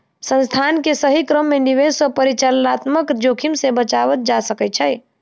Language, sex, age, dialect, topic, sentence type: Maithili, female, 60-100, Southern/Standard, banking, statement